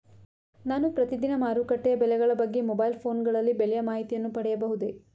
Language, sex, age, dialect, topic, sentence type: Kannada, female, 25-30, Mysore Kannada, agriculture, question